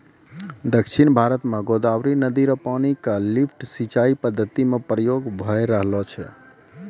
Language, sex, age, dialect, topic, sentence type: Maithili, male, 31-35, Angika, banking, statement